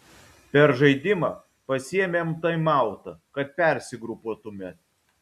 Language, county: Lithuanian, Vilnius